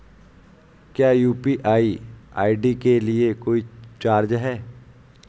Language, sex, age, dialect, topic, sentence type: Hindi, male, 25-30, Awadhi Bundeli, banking, question